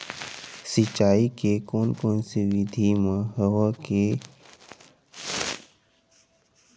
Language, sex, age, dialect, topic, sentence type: Chhattisgarhi, male, 46-50, Western/Budati/Khatahi, agriculture, question